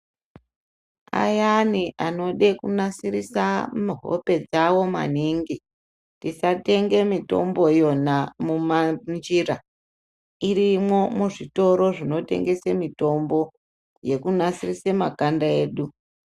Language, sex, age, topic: Ndau, female, 36-49, health